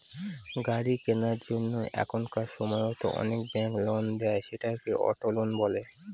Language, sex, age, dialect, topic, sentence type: Bengali, female, 25-30, Northern/Varendri, banking, statement